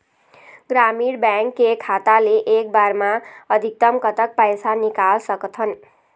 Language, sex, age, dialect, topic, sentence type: Chhattisgarhi, female, 51-55, Eastern, banking, question